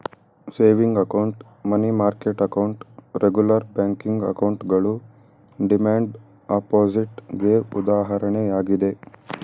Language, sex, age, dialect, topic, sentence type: Kannada, male, 18-24, Mysore Kannada, banking, statement